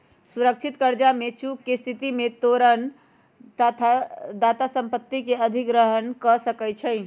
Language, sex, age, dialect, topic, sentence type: Magahi, female, 25-30, Western, banking, statement